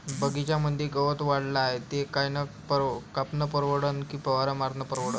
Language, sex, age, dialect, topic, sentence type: Marathi, male, 18-24, Varhadi, agriculture, question